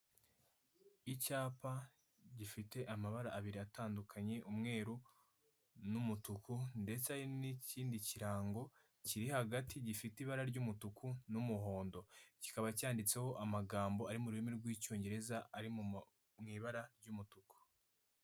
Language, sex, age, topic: Kinyarwanda, male, 18-24, finance